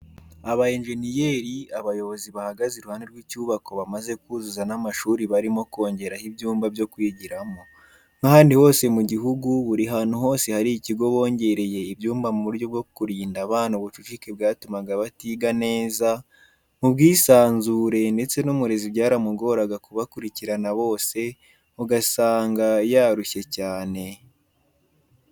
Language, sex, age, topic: Kinyarwanda, male, 18-24, education